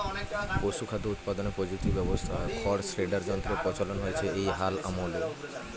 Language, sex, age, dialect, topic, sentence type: Bengali, male, 25-30, Standard Colloquial, agriculture, statement